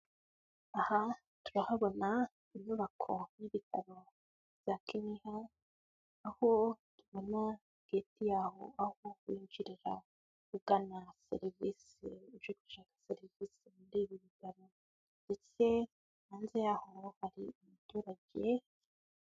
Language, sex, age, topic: Kinyarwanda, female, 18-24, health